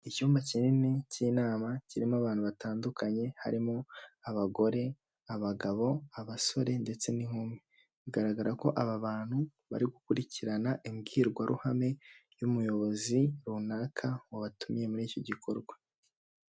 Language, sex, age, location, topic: Kinyarwanda, male, 18-24, Huye, government